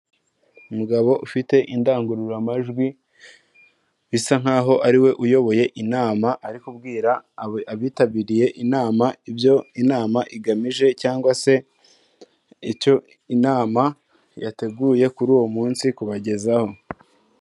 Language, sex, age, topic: Kinyarwanda, male, 18-24, government